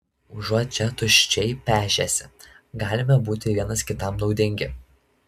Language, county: Lithuanian, Šiauliai